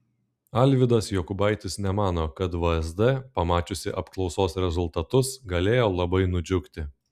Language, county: Lithuanian, Klaipėda